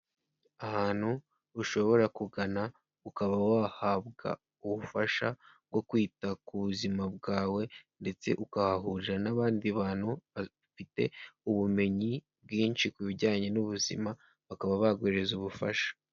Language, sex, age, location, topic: Kinyarwanda, male, 50+, Kigali, health